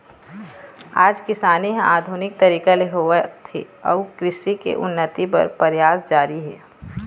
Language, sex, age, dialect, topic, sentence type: Chhattisgarhi, female, 25-30, Eastern, agriculture, statement